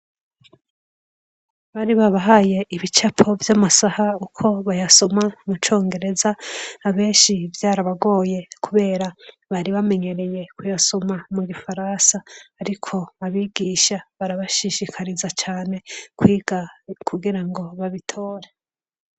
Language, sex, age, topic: Rundi, female, 25-35, education